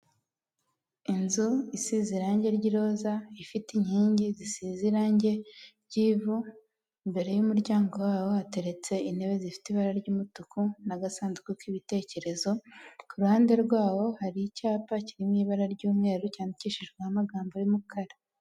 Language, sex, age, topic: Kinyarwanda, female, 18-24, health